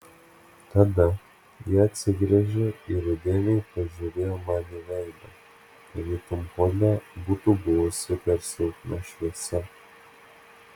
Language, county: Lithuanian, Klaipėda